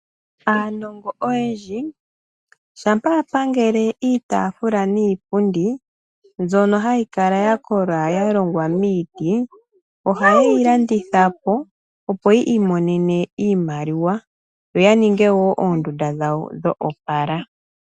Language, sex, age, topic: Oshiwambo, female, 25-35, finance